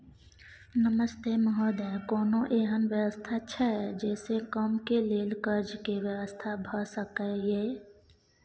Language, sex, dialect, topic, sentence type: Maithili, female, Bajjika, banking, question